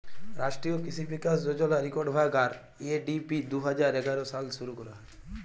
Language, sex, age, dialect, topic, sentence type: Bengali, male, 18-24, Jharkhandi, agriculture, statement